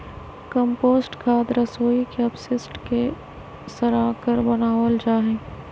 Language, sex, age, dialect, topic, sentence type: Magahi, female, 31-35, Western, agriculture, statement